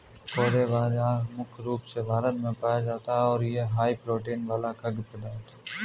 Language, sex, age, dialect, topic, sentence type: Hindi, male, 18-24, Kanauji Braj Bhasha, agriculture, statement